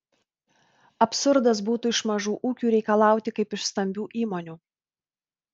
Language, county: Lithuanian, Vilnius